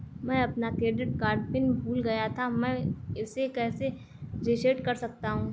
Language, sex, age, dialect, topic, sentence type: Hindi, female, 18-24, Awadhi Bundeli, banking, question